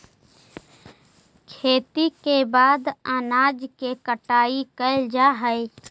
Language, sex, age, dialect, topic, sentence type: Magahi, female, 18-24, Central/Standard, agriculture, statement